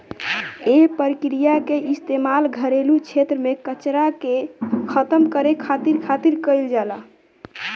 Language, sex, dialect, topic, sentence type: Bhojpuri, male, Southern / Standard, agriculture, statement